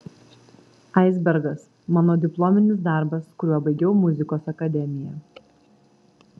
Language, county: Lithuanian, Vilnius